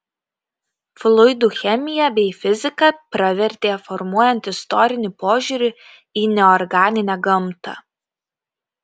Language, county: Lithuanian, Kaunas